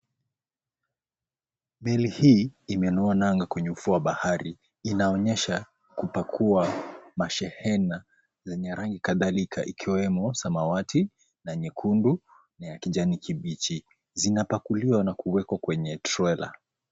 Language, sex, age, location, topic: Swahili, male, 25-35, Mombasa, government